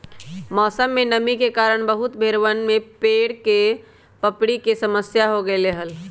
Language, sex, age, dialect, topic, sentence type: Magahi, male, 18-24, Western, agriculture, statement